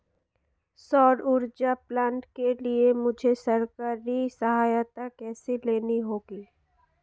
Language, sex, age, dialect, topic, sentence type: Hindi, female, 18-24, Marwari Dhudhari, agriculture, question